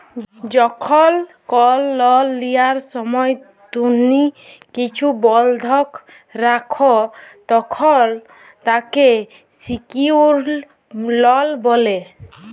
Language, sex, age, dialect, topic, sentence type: Bengali, female, 18-24, Jharkhandi, banking, statement